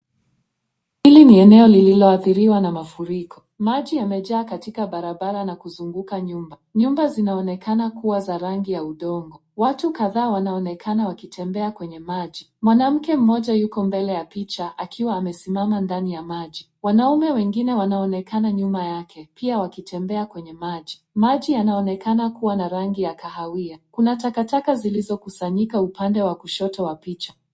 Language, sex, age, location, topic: Swahili, female, 18-24, Nairobi, health